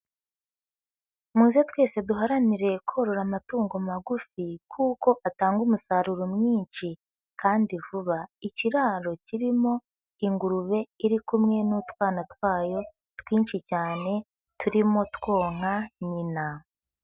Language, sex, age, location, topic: Kinyarwanda, female, 18-24, Huye, agriculture